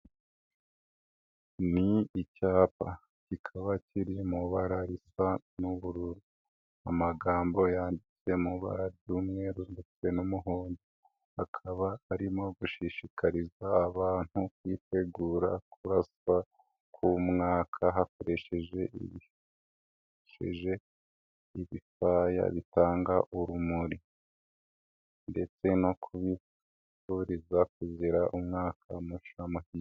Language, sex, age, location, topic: Kinyarwanda, male, 18-24, Nyagatare, government